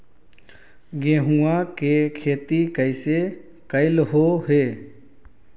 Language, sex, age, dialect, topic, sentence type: Magahi, male, 36-40, Central/Standard, banking, question